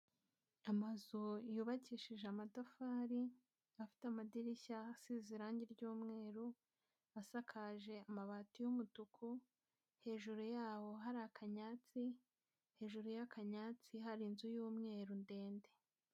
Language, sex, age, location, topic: Kinyarwanda, female, 18-24, Huye, education